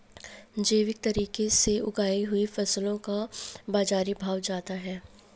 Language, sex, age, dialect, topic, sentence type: Hindi, female, 25-30, Marwari Dhudhari, agriculture, statement